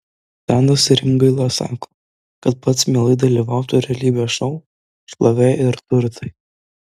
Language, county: Lithuanian, Vilnius